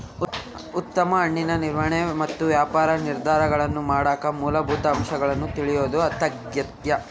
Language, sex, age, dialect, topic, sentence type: Kannada, male, 18-24, Central, agriculture, statement